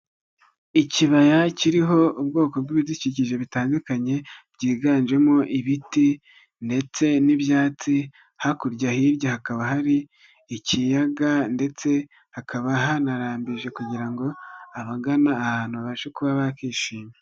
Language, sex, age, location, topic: Kinyarwanda, male, 25-35, Nyagatare, agriculture